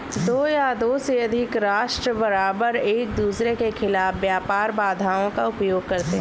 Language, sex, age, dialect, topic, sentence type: Hindi, female, 25-30, Awadhi Bundeli, banking, statement